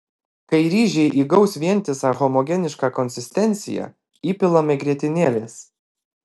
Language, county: Lithuanian, Alytus